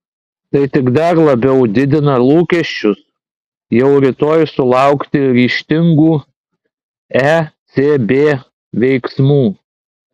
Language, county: Lithuanian, Klaipėda